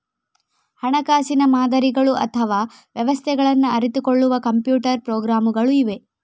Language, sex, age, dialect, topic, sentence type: Kannada, female, 25-30, Coastal/Dakshin, banking, statement